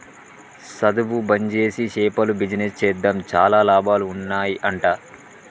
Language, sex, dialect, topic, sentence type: Telugu, male, Telangana, agriculture, statement